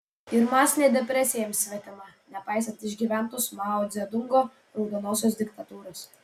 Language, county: Lithuanian, Vilnius